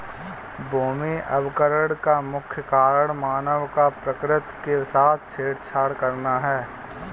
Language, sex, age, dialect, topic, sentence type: Hindi, male, 25-30, Kanauji Braj Bhasha, agriculture, statement